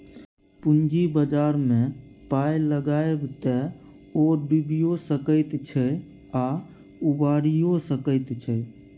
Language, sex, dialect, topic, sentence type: Maithili, male, Bajjika, banking, statement